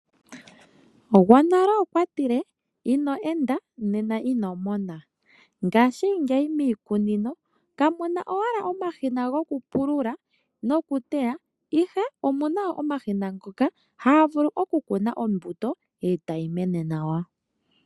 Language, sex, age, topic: Oshiwambo, female, 25-35, agriculture